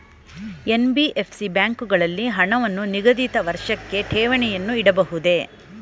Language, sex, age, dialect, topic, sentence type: Kannada, female, 41-45, Mysore Kannada, banking, question